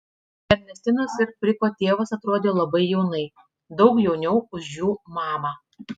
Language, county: Lithuanian, Klaipėda